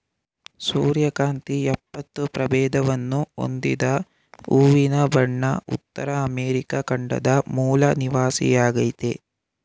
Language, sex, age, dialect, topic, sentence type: Kannada, male, 18-24, Mysore Kannada, agriculture, statement